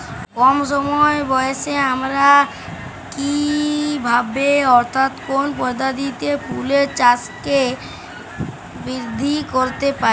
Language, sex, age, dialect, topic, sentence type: Bengali, female, 18-24, Jharkhandi, agriculture, question